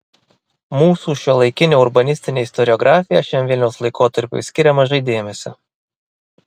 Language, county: Lithuanian, Vilnius